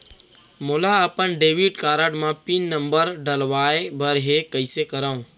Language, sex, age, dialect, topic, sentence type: Chhattisgarhi, male, 18-24, Central, banking, question